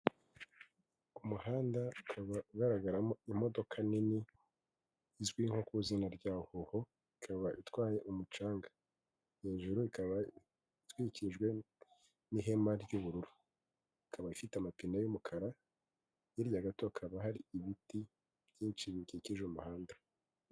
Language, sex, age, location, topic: Kinyarwanda, male, 25-35, Kigali, government